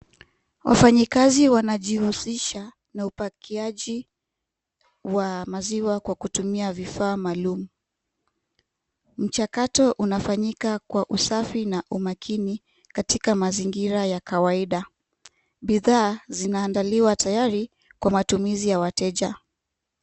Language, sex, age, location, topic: Swahili, female, 25-35, Kisumu, agriculture